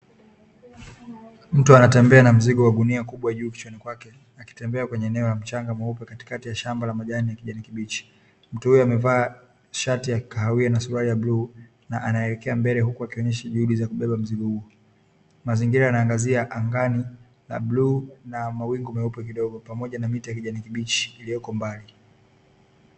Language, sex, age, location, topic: Swahili, male, 18-24, Dar es Salaam, agriculture